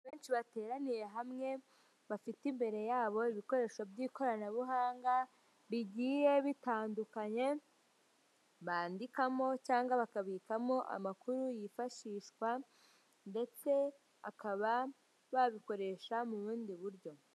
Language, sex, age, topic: Kinyarwanda, female, 18-24, government